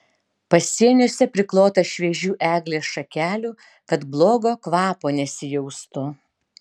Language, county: Lithuanian, Utena